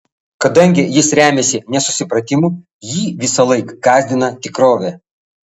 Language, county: Lithuanian, Vilnius